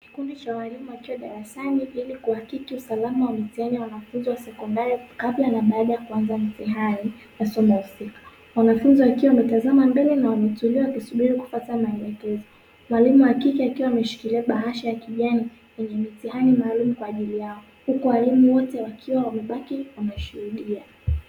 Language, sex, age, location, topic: Swahili, female, 18-24, Dar es Salaam, education